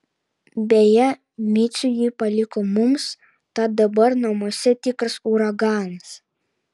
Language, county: Lithuanian, Utena